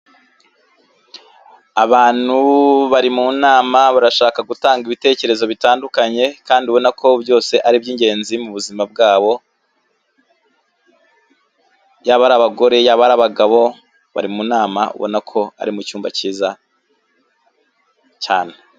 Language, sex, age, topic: Kinyarwanda, male, 25-35, finance